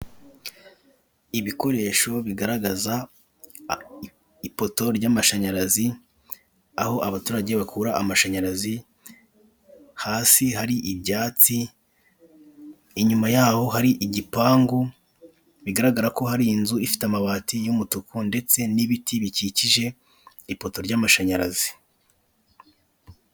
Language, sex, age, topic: Kinyarwanda, male, 18-24, government